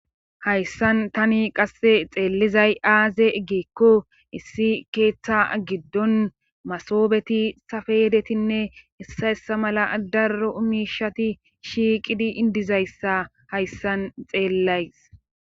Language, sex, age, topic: Gamo, female, 18-24, government